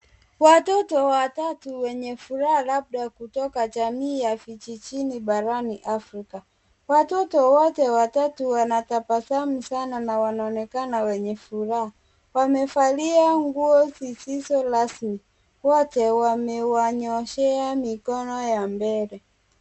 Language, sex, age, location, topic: Swahili, female, 36-49, Kisumu, health